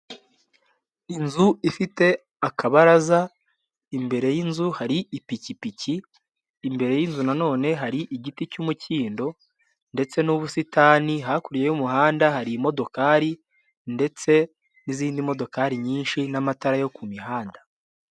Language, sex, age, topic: Kinyarwanda, male, 18-24, government